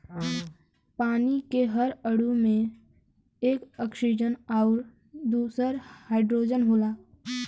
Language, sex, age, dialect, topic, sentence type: Bhojpuri, female, 36-40, Western, agriculture, statement